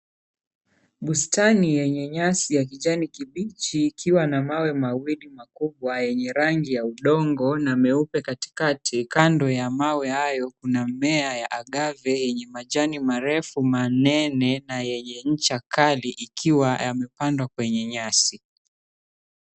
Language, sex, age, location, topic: Swahili, male, 25-35, Mombasa, agriculture